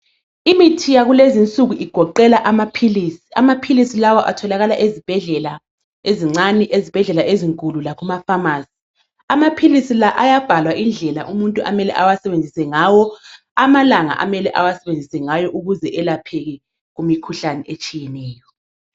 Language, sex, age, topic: North Ndebele, female, 25-35, health